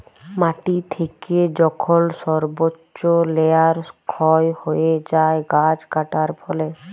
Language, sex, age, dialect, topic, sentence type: Bengali, female, 18-24, Jharkhandi, agriculture, statement